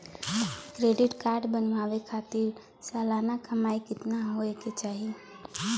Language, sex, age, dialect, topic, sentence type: Bhojpuri, female, 18-24, Western, banking, question